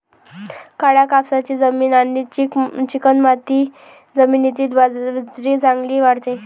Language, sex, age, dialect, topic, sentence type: Marathi, female, 18-24, Varhadi, agriculture, statement